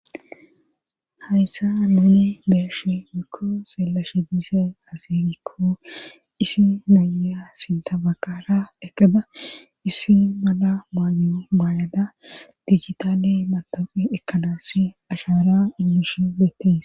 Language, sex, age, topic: Gamo, female, 25-35, government